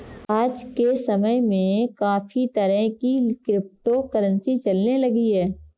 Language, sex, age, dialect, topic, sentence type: Hindi, female, 25-30, Marwari Dhudhari, banking, statement